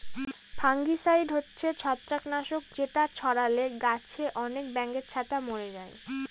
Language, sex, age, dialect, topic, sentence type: Bengali, female, 18-24, Northern/Varendri, agriculture, statement